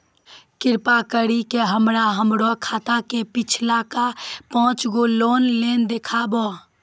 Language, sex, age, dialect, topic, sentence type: Maithili, female, 18-24, Angika, banking, statement